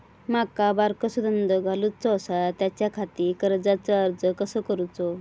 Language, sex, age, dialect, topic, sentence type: Marathi, female, 31-35, Southern Konkan, banking, question